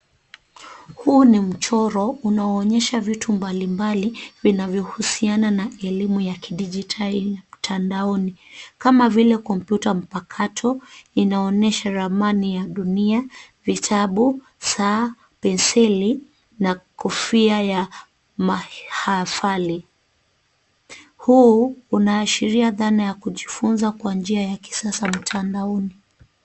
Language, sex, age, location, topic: Swahili, female, 36-49, Nairobi, education